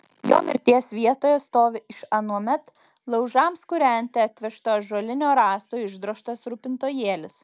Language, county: Lithuanian, Vilnius